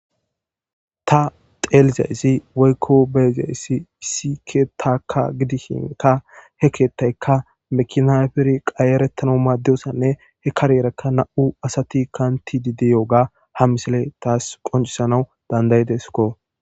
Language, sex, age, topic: Gamo, male, 25-35, government